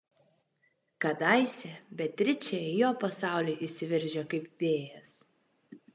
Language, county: Lithuanian, Kaunas